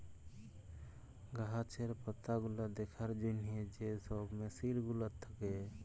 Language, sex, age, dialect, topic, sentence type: Bengali, male, 25-30, Jharkhandi, agriculture, statement